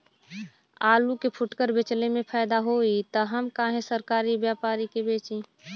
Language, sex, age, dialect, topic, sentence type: Bhojpuri, female, 25-30, Western, agriculture, question